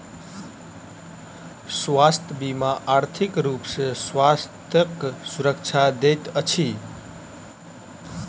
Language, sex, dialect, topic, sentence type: Maithili, male, Southern/Standard, banking, statement